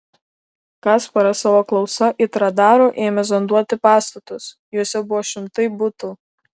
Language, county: Lithuanian, Kaunas